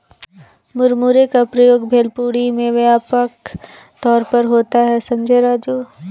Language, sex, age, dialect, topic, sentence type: Hindi, female, 18-24, Kanauji Braj Bhasha, agriculture, statement